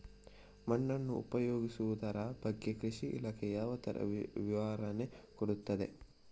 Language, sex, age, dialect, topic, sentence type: Kannada, male, 56-60, Coastal/Dakshin, agriculture, question